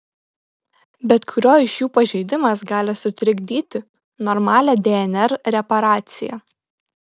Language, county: Lithuanian, Klaipėda